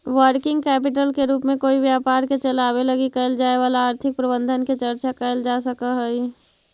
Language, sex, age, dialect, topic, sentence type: Magahi, female, 51-55, Central/Standard, agriculture, statement